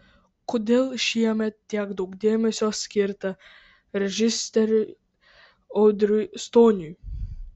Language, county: Lithuanian, Vilnius